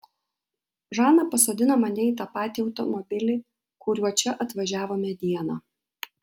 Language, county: Lithuanian, Vilnius